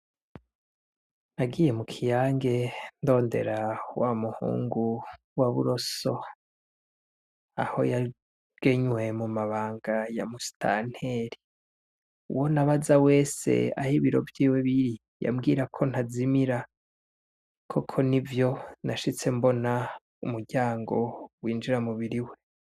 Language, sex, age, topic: Rundi, male, 25-35, education